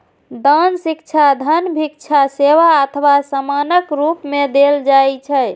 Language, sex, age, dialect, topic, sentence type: Maithili, female, 36-40, Eastern / Thethi, banking, statement